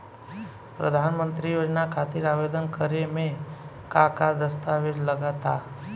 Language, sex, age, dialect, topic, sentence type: Bhojpuri, male, 18-24, Southern / Standard, banking, question